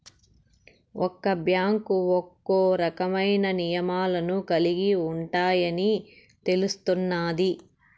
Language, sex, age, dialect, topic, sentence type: Telugu, male, 18-24, Southern, banking, statement